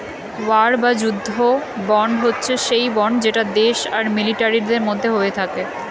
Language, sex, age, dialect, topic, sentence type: Bengali, female, 25-30, Standard Colloquial, banking, statement